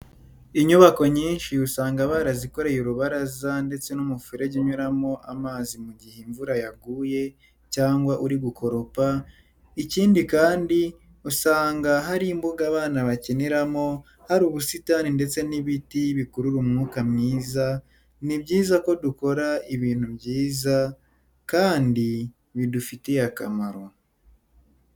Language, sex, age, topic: Kinyarwanda, female, 25-35, education